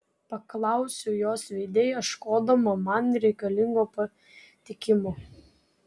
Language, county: Lithuanian, Vilnius